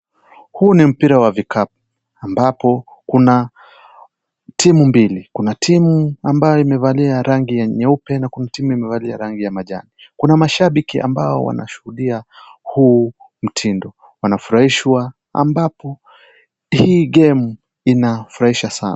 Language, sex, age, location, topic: Swahili, male, 18-24, Kisii, government